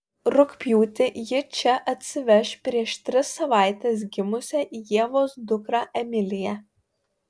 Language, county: Lithuanian, Panevėžys